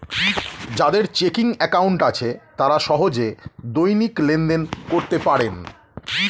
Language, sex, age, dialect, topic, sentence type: Bengali, male, 36-40, Standard Colloquial, banking, statement